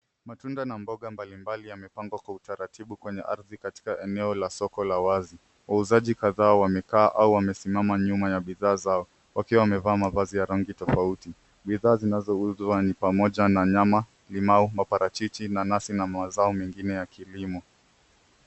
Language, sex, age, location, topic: Swahili, male, 18-24, Nairobi, finance